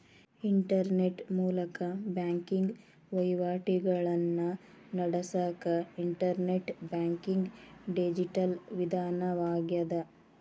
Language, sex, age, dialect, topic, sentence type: Kannada, female, 31-35, Dharwad Kannada, banking, statement